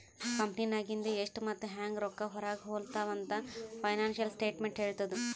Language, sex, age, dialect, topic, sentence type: Kannada, female, 18-24, Northeastern, banking, statement